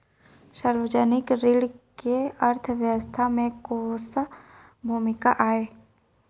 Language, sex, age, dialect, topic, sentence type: Chhattisgarhi, female, 56-60, Central, banking, question